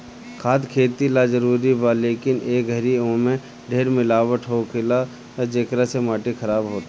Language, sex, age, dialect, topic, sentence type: Bhojpuri, male, 36-40, Northern, agriculture, statement